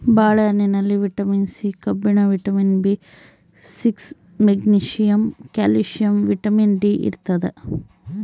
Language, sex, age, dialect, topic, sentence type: Kannada, female, 41-45, Central, agriculture, statement